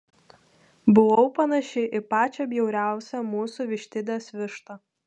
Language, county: Lithuanian, Telšiai